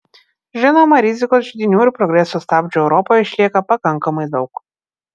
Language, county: Lithuanian, Vilnius